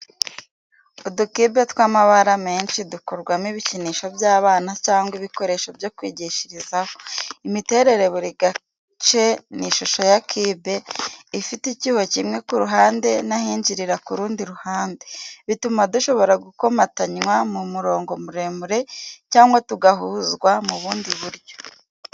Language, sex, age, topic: Kinyarwanda, female, 18-24, education